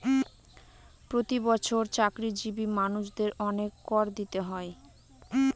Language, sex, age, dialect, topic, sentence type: Bengali, female, 18-24, Northern/Varendri, banking, statement